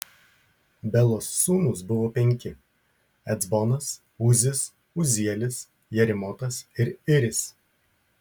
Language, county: Lithuanian, Marijampolė